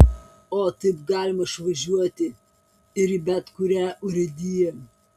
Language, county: Lithuanian, Kaunas